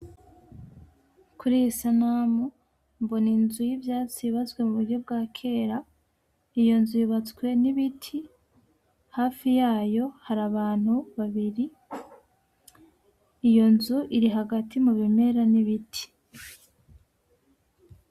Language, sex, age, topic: Rundi, female, 18-24, agriculture